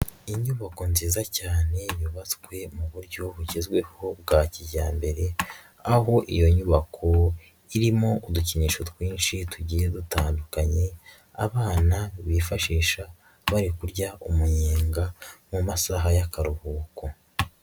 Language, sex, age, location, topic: Kinyarwanda, male, 50+, Nyagatare, education